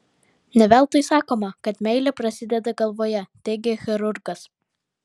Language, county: Lithuanian, Vilnius